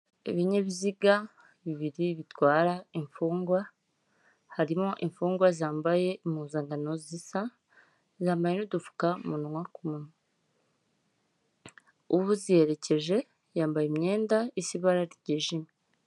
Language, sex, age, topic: Kinyarwanda, female, 18-24, government